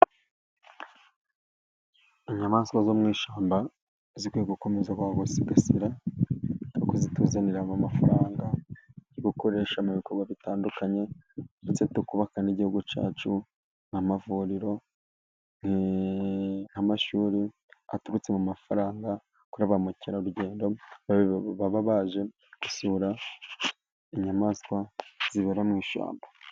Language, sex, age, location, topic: Kinyarwanda, male, 25-35, Burera, agriculture